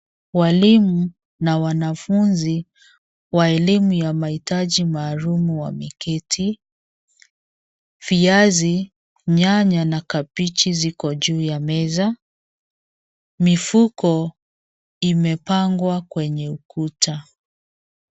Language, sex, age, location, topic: Swahili, female, 36-49, Nairobi, education